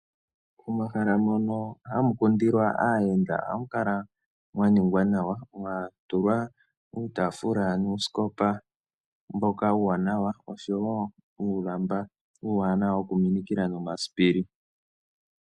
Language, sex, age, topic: Oshiwambo, male, 18-24, finance